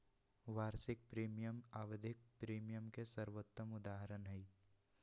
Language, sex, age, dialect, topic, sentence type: Magahi, male, 18-24, Western, banking, statement